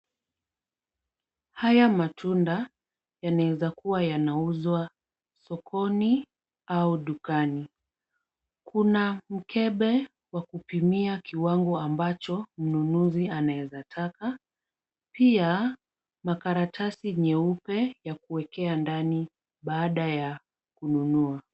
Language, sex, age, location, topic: Swahili, female, 25-35, Kisumu, finance